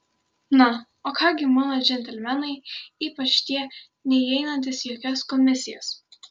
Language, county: Lithuanian, Kaunas